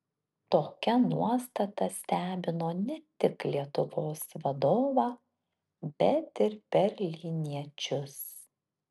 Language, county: Lithuanian, Marijampolė